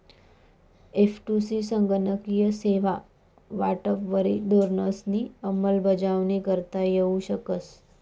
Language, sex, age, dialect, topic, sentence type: Marathi, female, 25-30, Northern Konkan, agriculture, statement